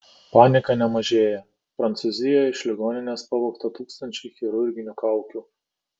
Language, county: Lithuanian, Kaunas